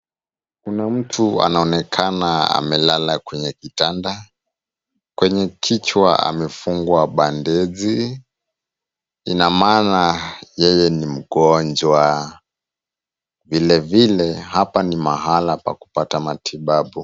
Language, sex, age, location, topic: Swahili, male, 25-35, Kisumu, health